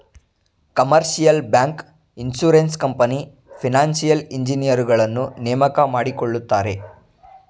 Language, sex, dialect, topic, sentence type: Kannada, male, Mysore Kannada, banking, statement